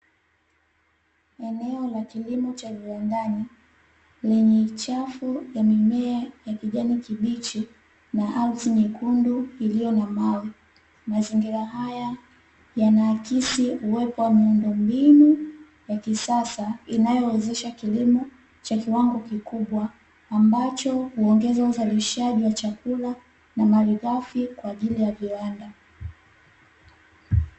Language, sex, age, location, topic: Swahili, female, 18-24, Dar es Salaam, agriculture